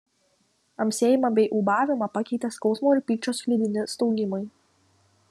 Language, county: Lithuanian, Kaunas